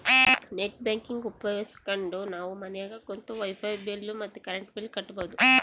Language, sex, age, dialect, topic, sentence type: Kannada, female, 18-24, Central, banking, statement